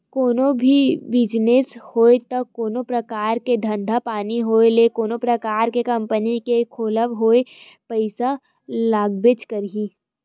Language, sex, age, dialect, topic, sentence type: Chhattisgarhi, female, 25-30, Western/Budati/Khatahi, banking, statement